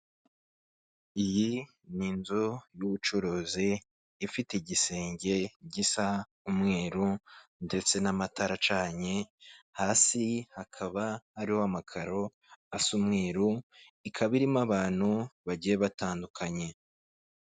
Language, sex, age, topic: Kinyarwanda, male, 25-35, finance